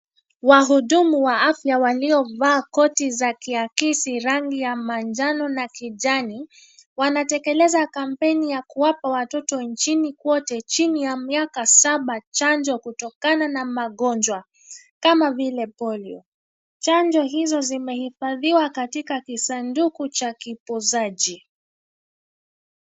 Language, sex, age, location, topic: Swahili, female, 25-35, Nairobi, health